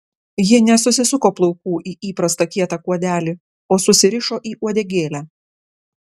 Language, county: Lithuanian, Klaipėda